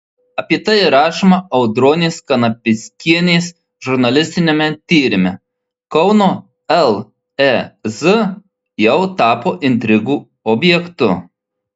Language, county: Lithuanian, Marijampolė